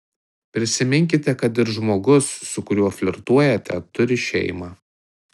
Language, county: Lithuanian, Tauragė